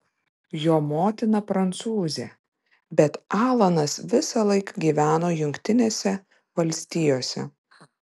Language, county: Lithuanian, Vilnius